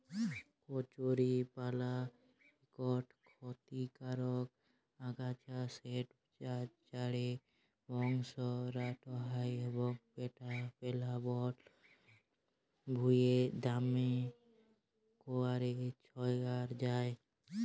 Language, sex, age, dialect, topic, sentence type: Bengali, male, 18-24, Jharkhandi, agriculture, statement